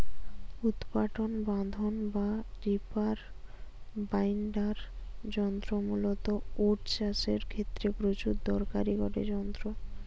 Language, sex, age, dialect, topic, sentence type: Bengali, female, 18-24, Western, agriculture, statement